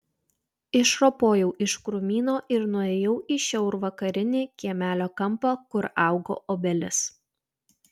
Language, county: Lithuanian, Utena